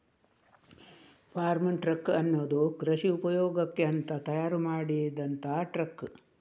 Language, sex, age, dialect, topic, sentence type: Kannada, female, 36-40, Coastal/Dakshin, agriculture, statement